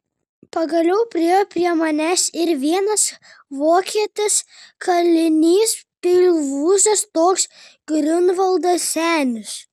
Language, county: Lithuanian, Kaunas